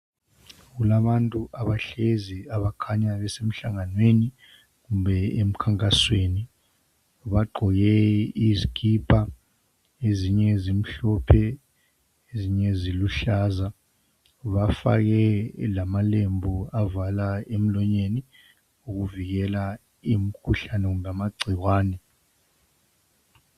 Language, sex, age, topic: North Ndebele, male, 50+, health